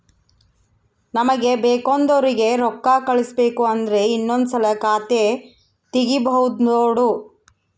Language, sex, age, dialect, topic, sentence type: Kannada, female, 31-35, Central, banking, statement